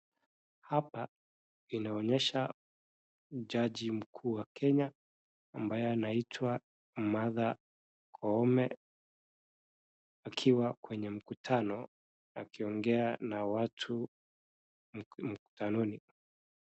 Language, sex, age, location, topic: Swahili, male, 25-35, Wajir, government